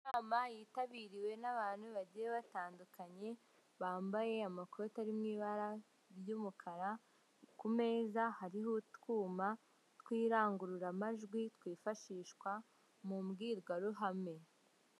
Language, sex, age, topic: Kinyarwanda, female, 18-24, government